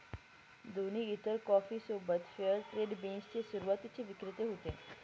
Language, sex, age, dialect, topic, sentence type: Marathi, female, 18-24, Northern Konkan, banking, statement